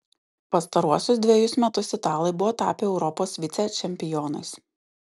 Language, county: Lithuanian, Utena